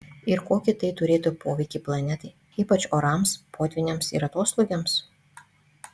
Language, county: Lithuanian, Panevėžys